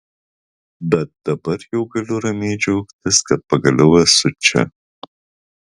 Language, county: Lithuanian, Vilnius